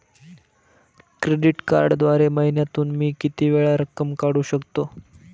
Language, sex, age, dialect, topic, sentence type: Marathi, male, 18-24, Northern Konkan, banking, question